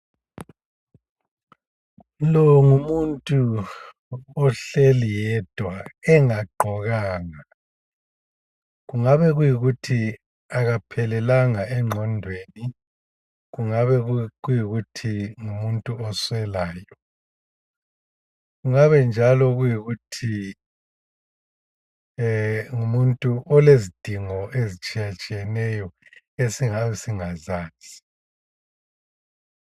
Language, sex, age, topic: North Ndebele, male, 50+, health